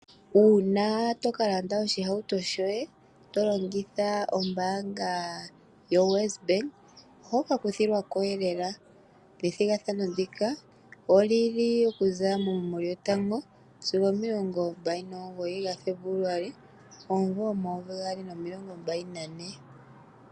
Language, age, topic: Oshiwambo, 25-35, finance